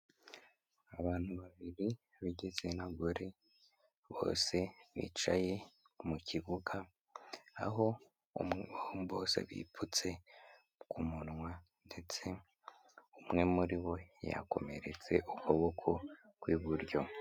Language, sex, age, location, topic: Kinyarwanda, female, 25-35, Kigali, health